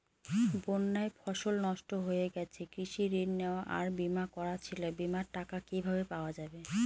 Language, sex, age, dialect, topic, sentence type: Bengali, female, 18-24, Northern/Varendri, banking, question